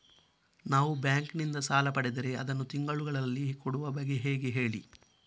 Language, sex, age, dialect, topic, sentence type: Kannada, male, 18-24, Coastal/Dakshin, banking, question